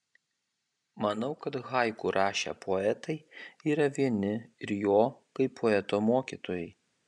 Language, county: Lithuanian, Kaunas